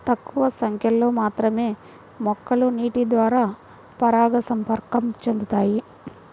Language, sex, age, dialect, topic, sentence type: Telugu, female, 18-24, Central/Coastal, agriculture, statement